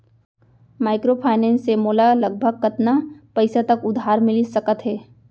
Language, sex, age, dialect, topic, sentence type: Chhattisgarhi, female, 25-30, Central, banking, question